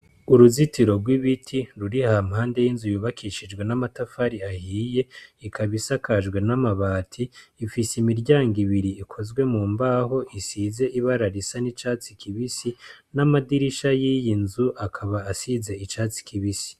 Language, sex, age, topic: Rundi, male, 25-35, education